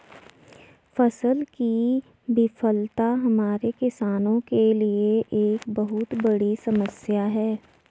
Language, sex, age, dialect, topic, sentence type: Hindi, female, 60-100, Garhwali, agriculture, statement